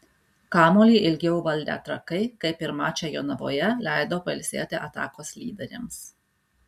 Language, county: Lithuanian, Alytus